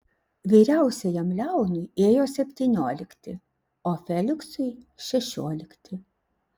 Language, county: Lithuanian, Šiauliai